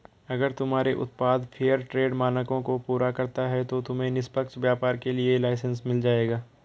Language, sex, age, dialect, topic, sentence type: Hindi, male, 56-60, Garhwali, banking, statement